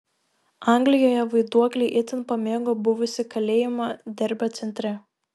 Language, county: Lithuanian, Šiauliai